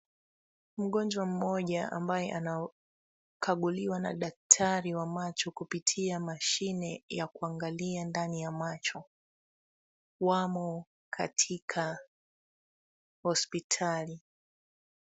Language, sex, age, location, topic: Swahili, female, 18-24, Kisumu, health